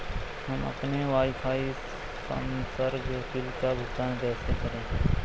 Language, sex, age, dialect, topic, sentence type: Hindi, male, 18-24, Awadhi Bundeli, banking, question